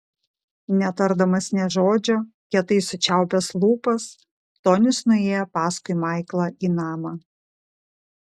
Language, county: Lithuanian, Šiauliai